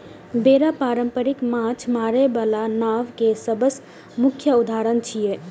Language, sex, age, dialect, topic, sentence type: Maithili, female, 25-30, Eastern / Thethi, agriculture, statement